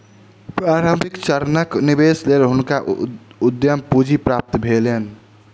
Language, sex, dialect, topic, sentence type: Maithili, male, Southern/Standard, banking, statement